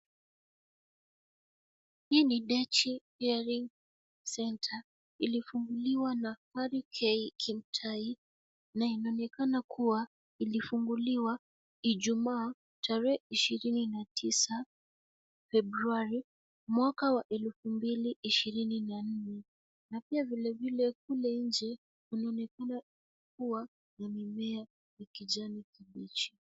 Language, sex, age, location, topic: Swahili, female, 25-35, Kisumu, education